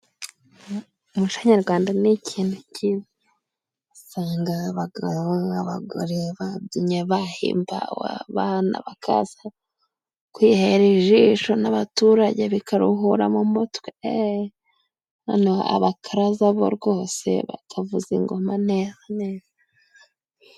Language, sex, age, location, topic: Kinyarwanda, female, 25-35, Musanze, government